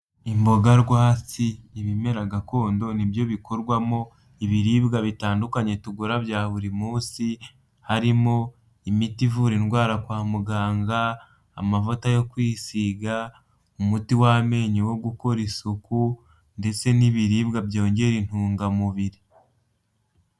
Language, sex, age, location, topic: Kinyarwanda, male, 18-24, Kigali, health